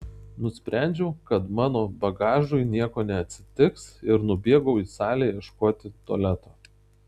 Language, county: Lithuanian, Tauragė